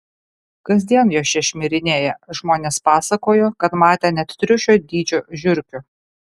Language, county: Lithuanian, Kaunas